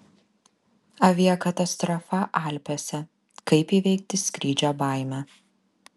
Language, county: Lithuanian, Alytus